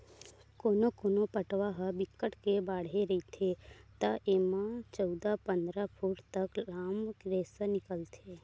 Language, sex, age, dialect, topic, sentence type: Chhattisgarhi, female, 18-24, Western/Budati/Khatahi, agriculture, statement